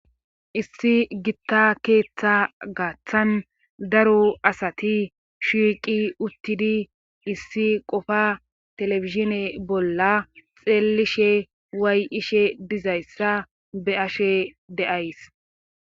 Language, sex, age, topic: Gamo, female, 25-35, government